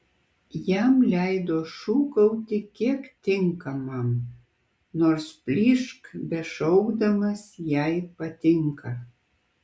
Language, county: Lithuanian, Kaunas